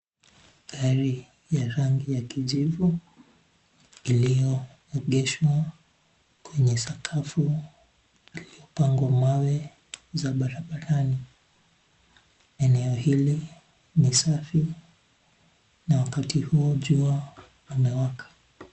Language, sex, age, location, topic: Swahili, male, 18-24, Nairobi, finance